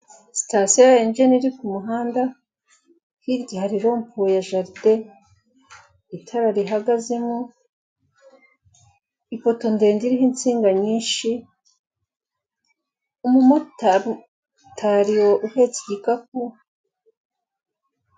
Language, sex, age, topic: Kinyarwanda, female, 36-49, government